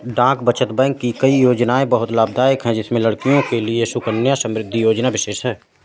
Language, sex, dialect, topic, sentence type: Hindi, male, Awadhi Bundeli, banking, statement